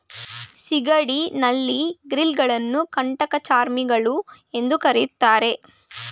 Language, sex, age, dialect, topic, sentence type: Kannada, female, 18-24, Mysore Kannada, agriculture, statement